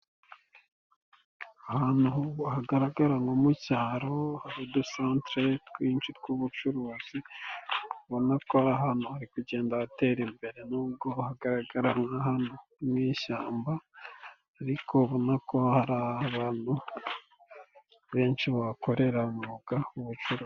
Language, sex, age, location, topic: Kinyarwanda, male, 18-24, Nyagatare, agriculture